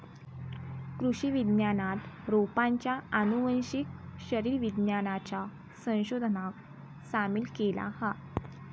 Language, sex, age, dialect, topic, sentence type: Marathi, female, 25-30, Southern Konkan, agriculture, statement